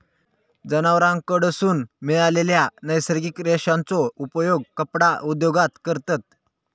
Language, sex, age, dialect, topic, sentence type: Marathi, male, 18-24, Southern Konkan, agriculture, statement